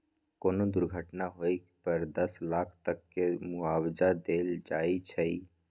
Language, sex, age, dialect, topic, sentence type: Magahi, male, 18-24, Western, banking, statement